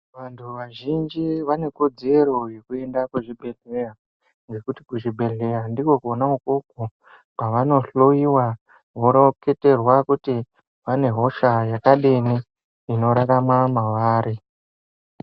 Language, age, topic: Ndau, 18-24, health